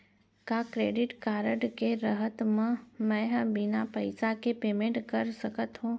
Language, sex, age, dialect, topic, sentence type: Chhattisgarhi, female, 25-30, Central, banking, question